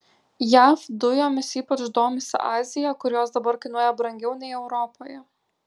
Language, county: Lithuanian, Kaunas